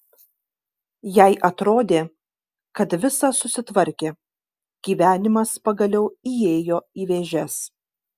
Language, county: Lithuanian, Kaunas